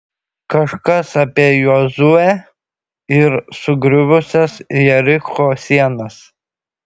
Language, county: Lithuanian, Šiauliai